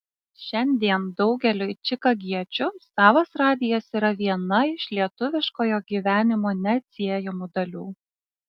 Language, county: Lithuanian, Klaipėda